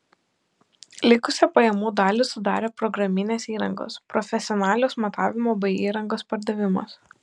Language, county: Lithuanian, Panevėžys